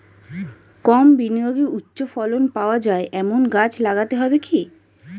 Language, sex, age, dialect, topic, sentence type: Bengali, female, 31-35, Standard Colloquial, agriculture, question